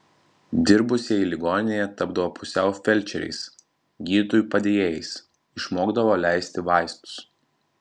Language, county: Lithuanian, Klaipėda